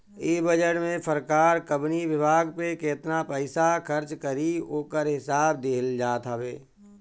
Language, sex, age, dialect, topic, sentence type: Bhojpuri, male, 36-40, Northern, banking, statement